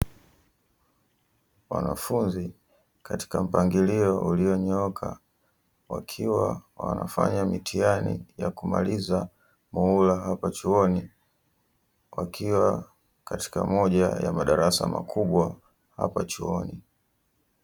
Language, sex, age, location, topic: Swahili, male, 18-24, Dar es Salaam, education